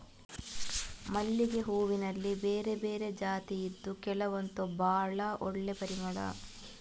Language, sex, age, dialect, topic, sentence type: Kannada, female, 18-24, Coastal/Dakshin, agriculture, statement